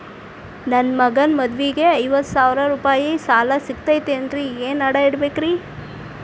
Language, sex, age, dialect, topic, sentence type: Kannada, female, 25-30, Dharwad Kannada, banking, question